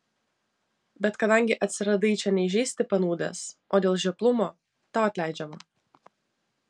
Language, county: Lithuanian, Vilnius